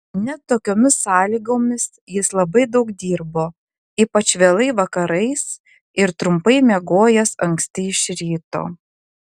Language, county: Lithuanian, Klaipėda